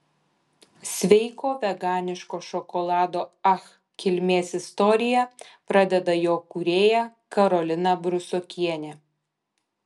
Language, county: Lithuanian, Kaunas